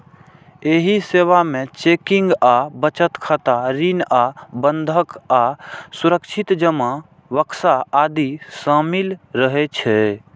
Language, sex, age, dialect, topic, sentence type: Maithili, male, 60-100, Eastern / Thethi, banking, statement